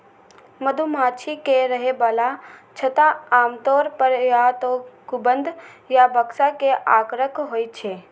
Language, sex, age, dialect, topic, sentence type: Maithili, female, 18-24, Eastern / Thethi, agriculture, statement